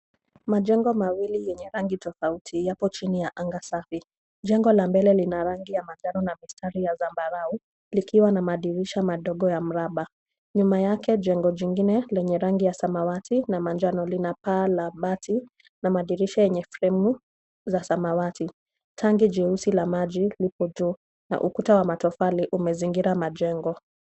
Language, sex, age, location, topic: Swahili, female, 18-24, Nairobi, finance